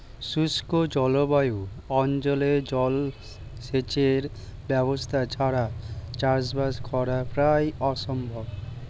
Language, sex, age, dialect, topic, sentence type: Bengali, male, 36-40, Standard Colloquial, agriculture, statement